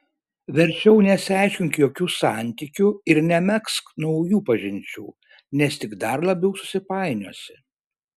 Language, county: Lithuanian, Šiauliai